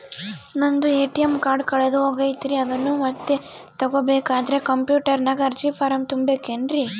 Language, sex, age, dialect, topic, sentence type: Kannada, female, 18-24, Central, banking, question